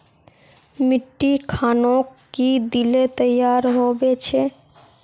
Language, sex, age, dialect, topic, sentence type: Magahi, female, 51-55, Northeastern/Surjapuri, agriculture, question